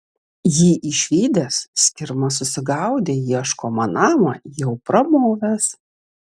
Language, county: Lithuanian, Vilnius